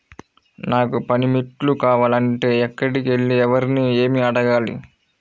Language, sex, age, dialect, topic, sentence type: Telugu, male, 18-24, Central/Coastal, agriculture, question